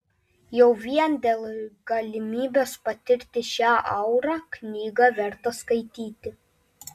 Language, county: Lithuanian, Klaipėda